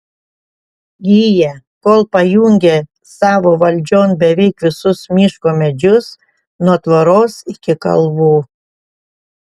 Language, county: Lithuanian, Panevėžys